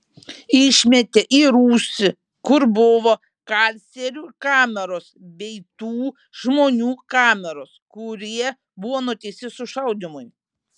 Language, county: Lithuanian, Šiauliai